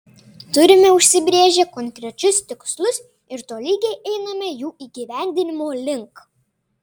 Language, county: Lithuanian, Panevėžys